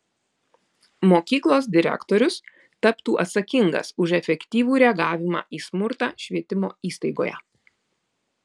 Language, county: Lithuanian, Vilnius